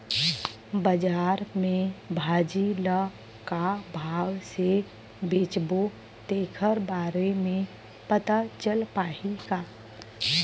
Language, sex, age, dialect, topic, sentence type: Chhattisgarhi, female, 25-30, Western/Budati/Khatahi, agriculture, question